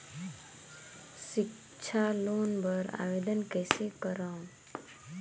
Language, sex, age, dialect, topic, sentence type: Chhattisgarhi, female, 25-30, Northern/Bhandar, banking, question